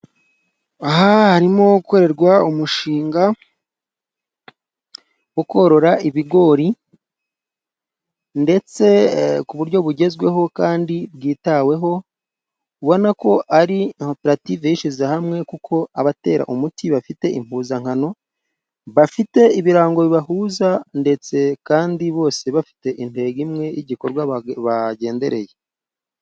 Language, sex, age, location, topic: Kinyarwanda, male, 25-35, Musanze, agriculture